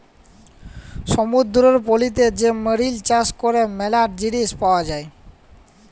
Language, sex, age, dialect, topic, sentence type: Bengali, male, 18-24, Jharkhandi, agriculture, statement